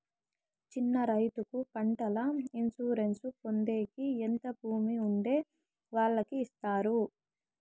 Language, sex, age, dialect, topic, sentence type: Telugu, female, 18-24, Southern, agriculture, question